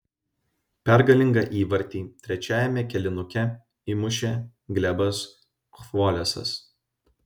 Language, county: Lithuanian, Vilnius